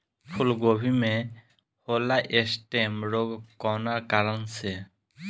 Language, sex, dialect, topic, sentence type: Bhojpuri, male, Northern, agriculture, question